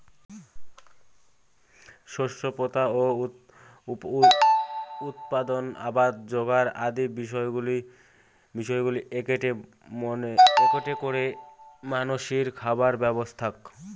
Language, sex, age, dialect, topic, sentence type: Bengali, male, <18, Rajbangshi, agriculture, statement